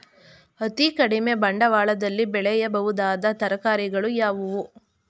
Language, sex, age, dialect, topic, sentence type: Kannada, female, 36-40, Mysore Kannada, agriculture, question